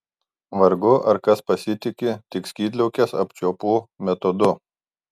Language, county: Lithuanian, Kaunas